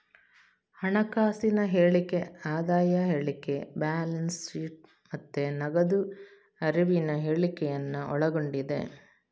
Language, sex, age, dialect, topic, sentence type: Kannada, female, 56-60, Coastal/Dakshin, banking, statement